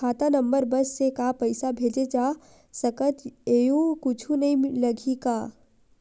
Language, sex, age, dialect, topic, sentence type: Chhattisgarhi, female, 18-24, Western/Budati/Khatahi, banking, question